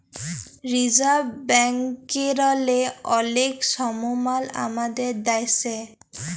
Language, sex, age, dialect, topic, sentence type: Bengali, female, 18-24, Jharkhandi, banking, statement